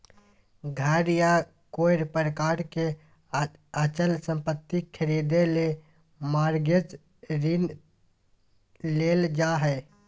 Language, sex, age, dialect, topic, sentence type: Magahi, male, 18-24, Southern, banking, statement